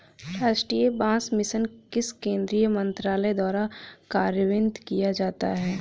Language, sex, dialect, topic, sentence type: Hindi, female, Hindustani Malvi Khadi Boli, banking, question